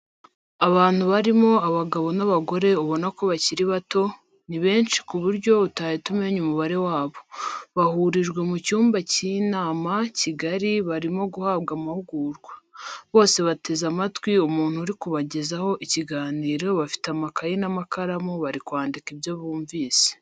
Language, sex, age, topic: Kinyarwanda, female, 25-35, education